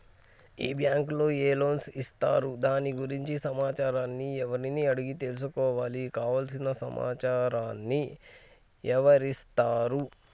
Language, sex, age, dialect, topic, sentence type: Telugu, female, 25-30, Telangana, banking, question